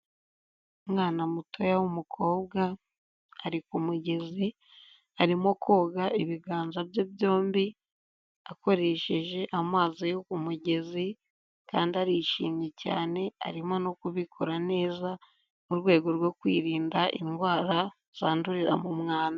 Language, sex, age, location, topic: Kinyarwanda, female, 18-24, Huye, health